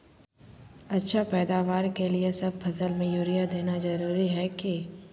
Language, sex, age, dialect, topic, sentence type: Magahi, female, 25-30, Southern, agriculture, question